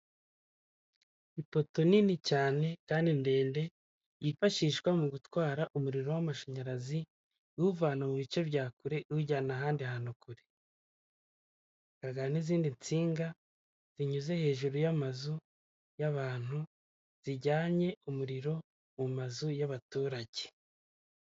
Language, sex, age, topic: Kinyarwanda, male, 25-35, government